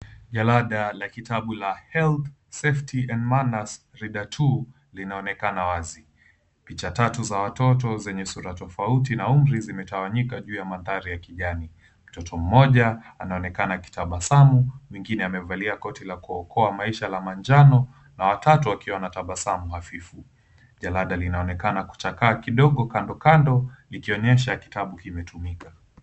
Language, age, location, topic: Swahili, 25-35, Mombasa, education